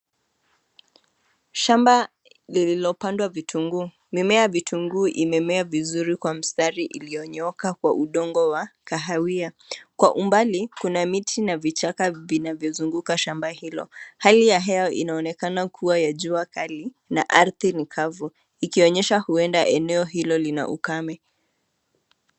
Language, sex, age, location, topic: Swahili, female, 25-35, Nairobi, health